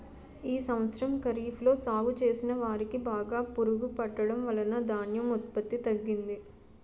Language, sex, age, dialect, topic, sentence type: Telugu, female, 18-24, Utterandhra, agriculture, statement